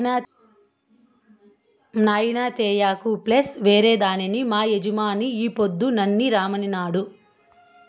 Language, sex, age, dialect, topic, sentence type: Telugu, female, 25-30, Southern, agriculture, statement